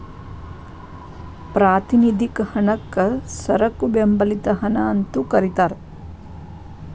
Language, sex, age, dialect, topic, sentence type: Kannada, female, 36-40, Dharwad Kannada, banking, statement